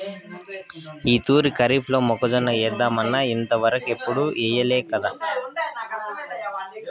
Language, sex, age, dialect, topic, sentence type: Telugu, male, 18-24, Southern, agriculture, statement